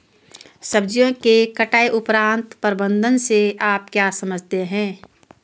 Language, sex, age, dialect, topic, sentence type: Hindi, female, 25-30, Hindustani Malvi Khadi Boli, agriculture, question